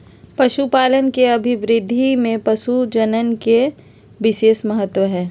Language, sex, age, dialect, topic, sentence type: Magahi, female, 41-45, Western, agriculture, statement